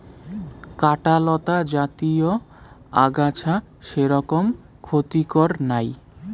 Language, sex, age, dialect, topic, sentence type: Bengali, male, 18-24, Rajbangshi, agriculture, statement